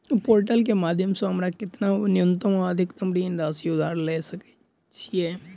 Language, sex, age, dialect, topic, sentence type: Maithili, male, 18-24, Southern/Standard, banking, question